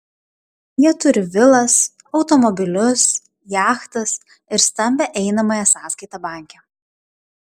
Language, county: Lithuanian, Klaipėda